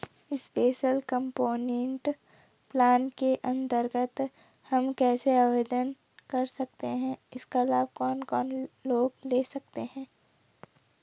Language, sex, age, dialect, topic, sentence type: Hindi, female, 18-24, Garhwali, banking, question